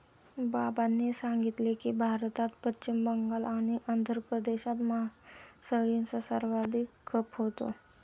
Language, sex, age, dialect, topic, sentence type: Marathi, male, 25-30, Standard Marathi, agriculture, statement